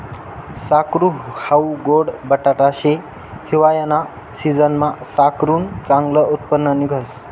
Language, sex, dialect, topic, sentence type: Marathi, male, Northern Konkan, agriculture, statement